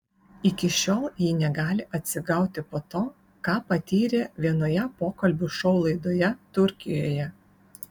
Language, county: Lithuanian, Vilnius